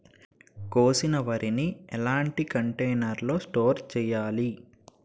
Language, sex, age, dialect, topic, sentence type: Telugu, male, 18-24, Utterandhra, agriculture, question